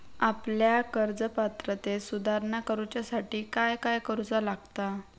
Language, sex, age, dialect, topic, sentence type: Marathi, female, 56-60, Southern Konkan, banking, question